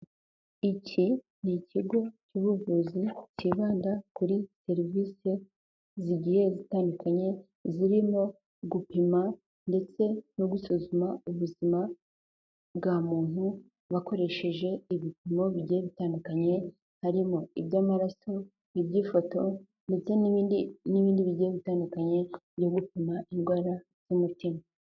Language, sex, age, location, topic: Kinyarwanda, female, 18-24, Kigali, health